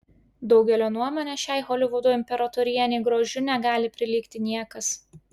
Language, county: Lithuanian, Klaipėda